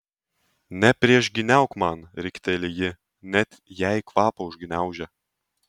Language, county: Lithuanian, Tauragė